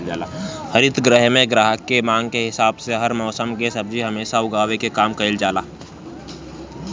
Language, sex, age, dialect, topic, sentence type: Bhojpuri, male, <18, Northern, agriculture, statement